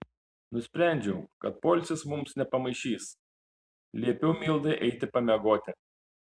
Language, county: Lithuanian, Panevėžys